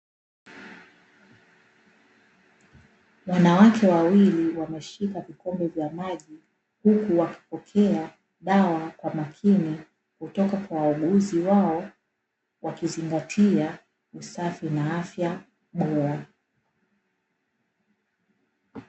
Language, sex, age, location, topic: Swahili, female, 18-24, Dar es Salaam, health